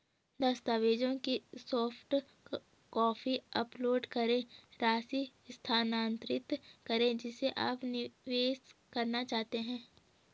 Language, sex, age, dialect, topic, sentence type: Hindi, female, 18-24, Garhwali, banking, statement